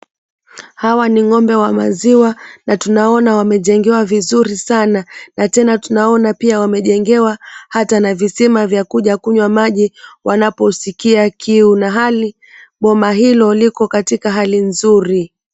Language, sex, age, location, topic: Swahili, female, 25-35, Mombasa, agriculture